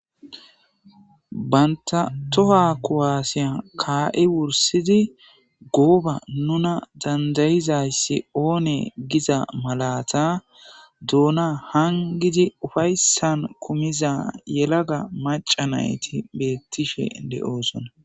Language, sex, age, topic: Gamo, male, 18-24, government